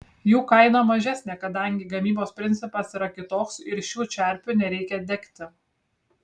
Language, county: Lithuanian, Kaunas